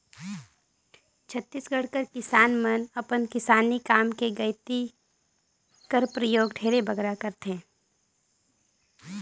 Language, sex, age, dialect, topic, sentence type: Chhattisgarhi, female, 18-24, Northern/Bhandar, agriculture, statement